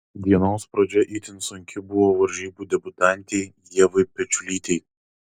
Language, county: Lithuanian, Kaunas